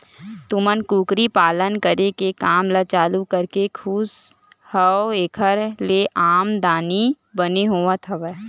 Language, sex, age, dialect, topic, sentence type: Chhattisgarhi, female, 18-24, Western/Budati/Khatahi, agriculture, statement